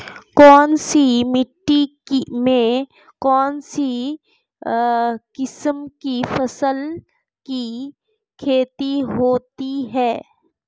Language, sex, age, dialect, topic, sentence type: Hindi, female, 25-30, Marwari Dhudhari, agriculture, question